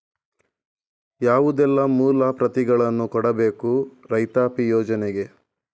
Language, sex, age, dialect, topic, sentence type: Kannada, male, 25-30, Coastal/Dakshin, banking, question